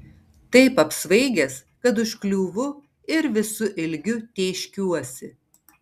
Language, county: Lithuanian, Tauragė